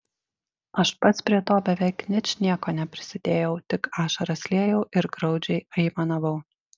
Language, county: Lithuanian, Panevėžys